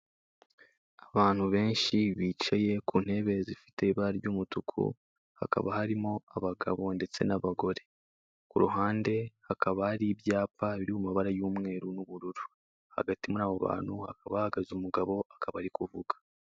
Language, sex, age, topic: Kinyarwanda, male, 18-24, government